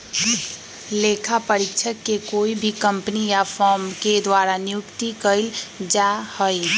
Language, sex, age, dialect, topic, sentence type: Magahi, female, 18-24, Western, banking, statement